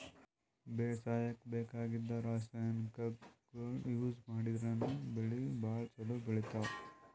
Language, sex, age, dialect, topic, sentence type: Kannada, male, 18-24, Northeastern, agriculture, statement